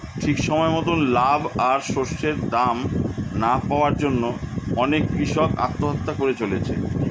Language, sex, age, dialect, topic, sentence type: Bengali, male, 51-55, Standard Colloquial, agriculture, statement